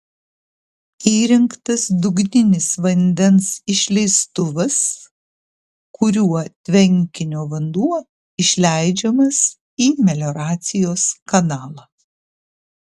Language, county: Lithuanian, Kaunas